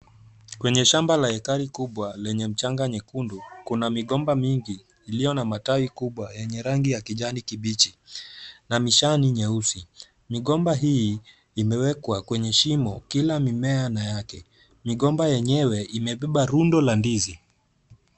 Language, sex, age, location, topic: Swahili, male, 18-24, Kisumu, agriculture